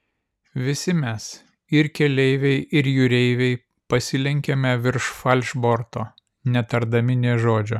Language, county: Lithuanian, Vilnius